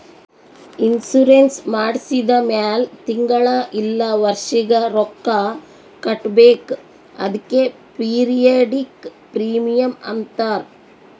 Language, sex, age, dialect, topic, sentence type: Kannada, female, 60-100, Northeastern, banking, statement